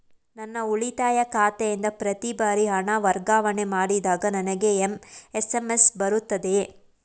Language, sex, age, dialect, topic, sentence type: Kannada, female, 25-30, Mysore Kannada, banking, question